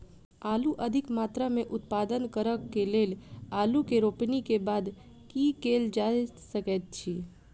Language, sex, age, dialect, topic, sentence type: Maithili, female, 25-30, Southern/Standard, agriculture, question